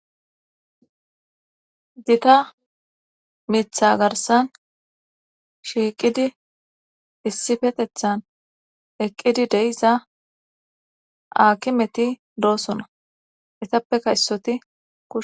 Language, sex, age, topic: Gamo, female, 18-24, government